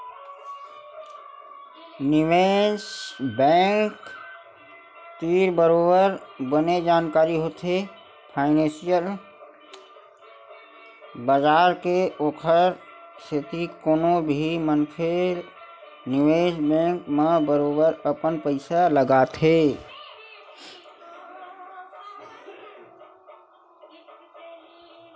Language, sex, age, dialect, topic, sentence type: Chhattisgarhi, male, 25-30, Western/Budati/Khatahi, banking, statement